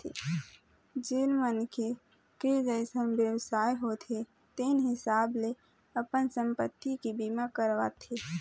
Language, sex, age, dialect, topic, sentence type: Chhattisgarhi, female, 18-24, Eastern, banking, statement